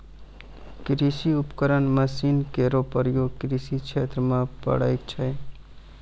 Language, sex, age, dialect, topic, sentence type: Maithili, male, 31-35, Angika, agriculture, statement